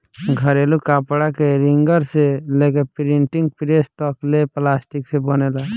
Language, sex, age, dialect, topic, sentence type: Bhojpuri, male, 18-24, Southern / Standard, agriculture, statement